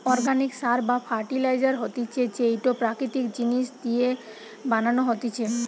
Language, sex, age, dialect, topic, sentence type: Bengali, female, 18-24, Western, agriculture, statement